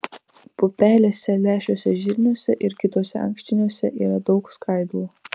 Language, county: Lithuanian, Vilnius